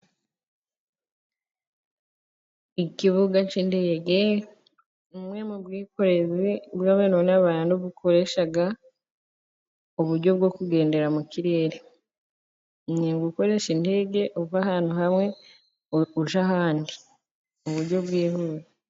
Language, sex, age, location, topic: Kinyarwanda, female, 18-24, Musanze, government